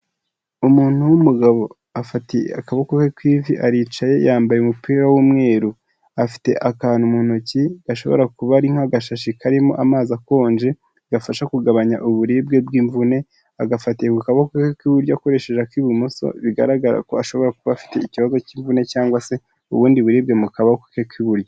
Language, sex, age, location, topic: Kinyarwanda, male, 18-24, Kigali, health